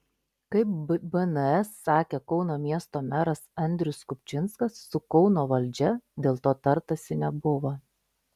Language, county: Lithuanian, Klaipėda